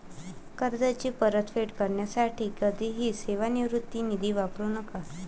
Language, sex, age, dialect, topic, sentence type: Marathi, male, 18-24, Varhadi, banking, statement